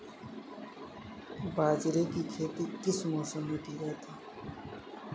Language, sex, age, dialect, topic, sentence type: Hindi, male, 18-24, Kanauji Braj Bhasha, agriculture, question